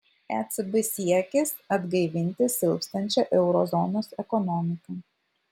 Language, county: Lithuanian, Vilnius